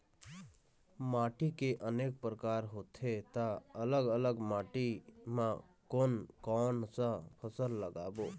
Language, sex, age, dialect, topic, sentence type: Chhattisgarhi, male, 31-35, Eastern, agriculture, question